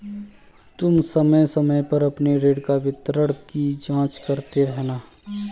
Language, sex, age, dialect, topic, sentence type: Hindi, male, 31-35, Kanauji Braj Bhasha, banking, statement